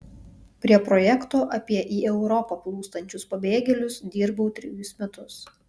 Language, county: Lithuanian, Vilnius